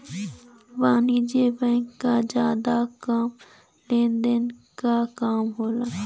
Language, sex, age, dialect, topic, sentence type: Bhojpuri, female, 18-24, Western, banking, statement